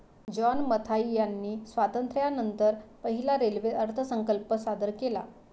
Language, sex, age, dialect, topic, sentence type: Marathi, female, 56-60, Varhadi, banking, statement